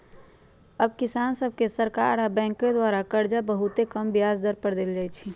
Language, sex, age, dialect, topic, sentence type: Magahi, female, 46-50, Western, agriculture, statement